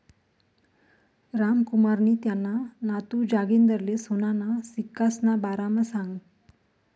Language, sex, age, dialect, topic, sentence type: Marathi, female, 31-35, Northern Konkan, banking, statement